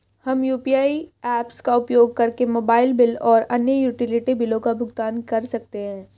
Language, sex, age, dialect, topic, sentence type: Hindi, female, 18-24, Hindustani Malvi Khadi Boli, banking, statement